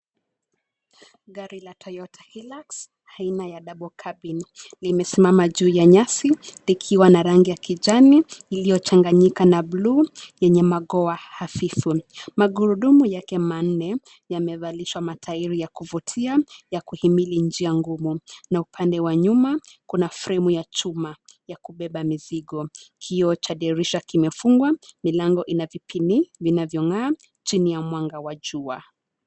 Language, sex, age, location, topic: Swahili, female, 25-35, Nairobi, finance